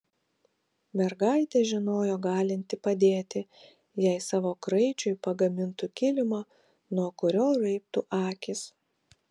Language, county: Lithuanian, Kaunas